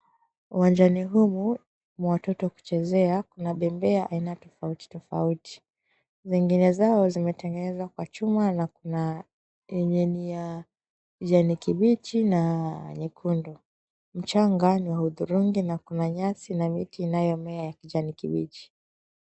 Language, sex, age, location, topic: Swahili, female, 25-35, Mombasa, education